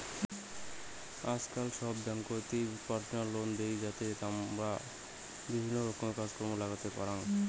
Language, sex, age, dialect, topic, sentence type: Bengali, male, 18-24, Rajbangshi, banking, statement